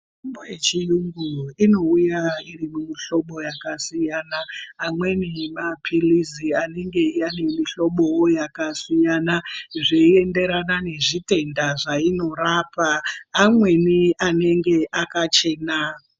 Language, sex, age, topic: Ndau, female, 25-35, health